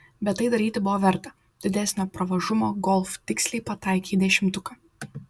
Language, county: Lithuanian, Šiauliai